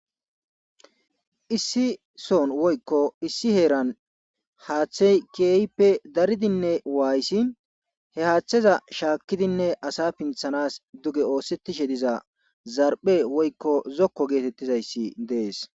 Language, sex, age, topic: Gamo, male, 18-24, government